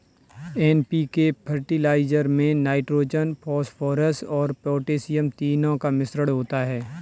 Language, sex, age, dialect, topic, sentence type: Hindi, male, 25-30, Kanauji Braj Bhasha, agriculture, statement